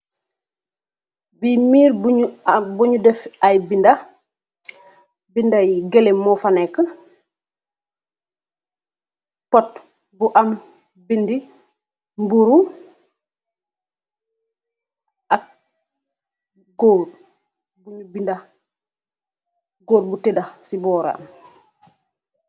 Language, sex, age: Wolof, female, 25-35